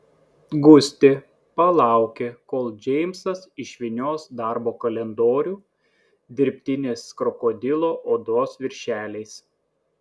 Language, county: Lithuanian, Klaipėda